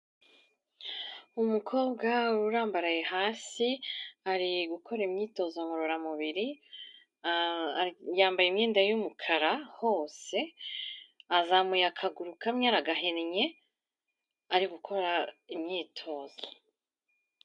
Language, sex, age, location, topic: Kinyarwanda, female, 36-49, Kigali, health